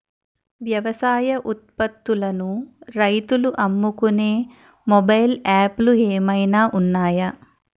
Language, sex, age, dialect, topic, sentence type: Telugu, female, 41-45, Utterandhra, agriculture, question